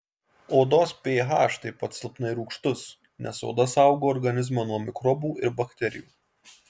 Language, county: Lithuanian, Marijampolė